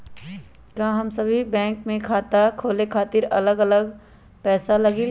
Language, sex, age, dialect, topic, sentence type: Magahi, male, 18-24, Western, banking, question